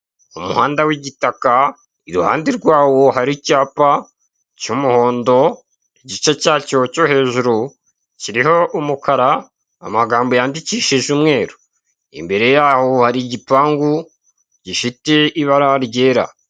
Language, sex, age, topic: Kinyarwanda, male, 36-49, finance